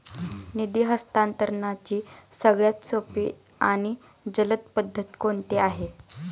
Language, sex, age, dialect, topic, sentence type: Marathi, male, 41-45, Standard Marathi, banking, question